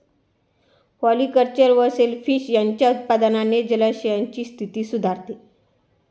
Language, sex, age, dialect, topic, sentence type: Marathi, female, 25-30, Standard Marathi, agriculture, statement